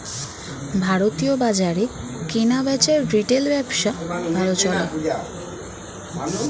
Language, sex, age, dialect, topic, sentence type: Bengali, female, 18-24, Standard Colloquial, agriculture, statement